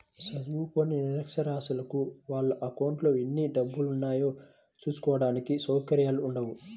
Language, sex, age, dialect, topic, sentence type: Telugu, male, 25-30, Central/Coastal, banking, statement